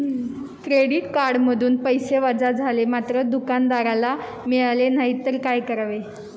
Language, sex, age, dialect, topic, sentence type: Marathi, female, 18-24, Standard Marathi, banking, question